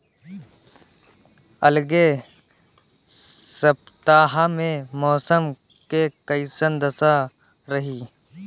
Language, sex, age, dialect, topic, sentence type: Bhojpuri, male, 18-24, Southern / Standard, agriculture, question